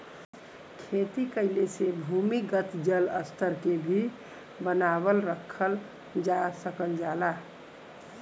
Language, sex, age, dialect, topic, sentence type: Bhojpuri, female, 41-45, Western, agriculture, statement